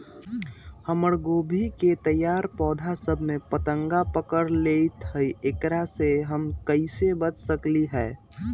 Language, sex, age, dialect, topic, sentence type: Magahi, male, 18-24, Western, agriculture, question